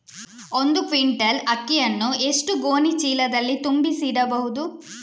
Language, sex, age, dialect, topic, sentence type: Kannada, female, 56-60, Coastal/Dakshin, agriculture, question